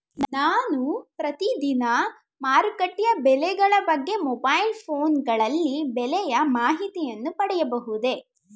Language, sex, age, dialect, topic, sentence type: Kannada, female, 18-24, Mysore Kannada, agriculture, question